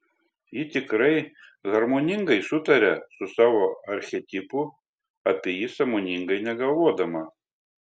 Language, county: Lithuanian, Telšiai